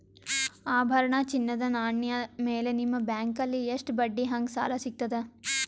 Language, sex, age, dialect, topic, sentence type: Kannada, female, 18-24, Northeastern, banking, question